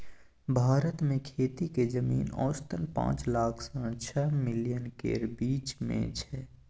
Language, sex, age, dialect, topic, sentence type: Maithili, male, 25-30, Bajjika, agriculture, statement